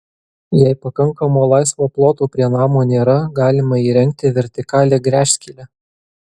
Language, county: Lithuanian, Kaunas